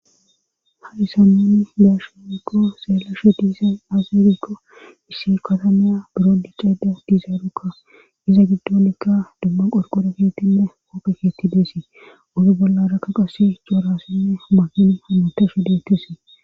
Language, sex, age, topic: Gamo, female, 18-24, government